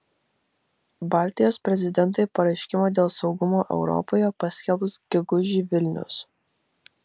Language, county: Lithuanian, Vilnius